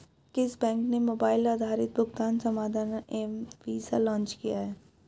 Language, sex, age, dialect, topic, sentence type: Hindi, female, 18-24, Hindustani Malvi Khadi Boli, banking, question